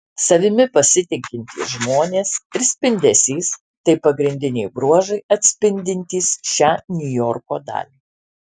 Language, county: Lithuanian, Alytus